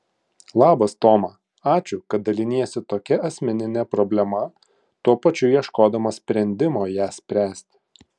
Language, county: Lithuanian, Klaipėda